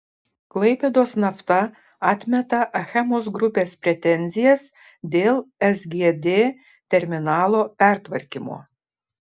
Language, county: Lithuanian, Šiauliai